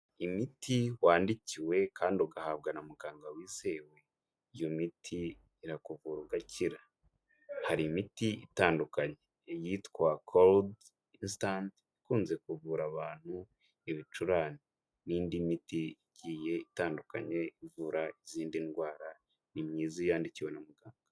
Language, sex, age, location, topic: Kinyarwanda, male, 25-35, Huye, health